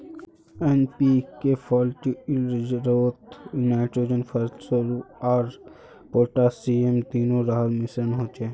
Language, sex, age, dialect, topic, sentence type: Magahi, male, 51-55, Northeastern/Surjapuri, agriculture, statement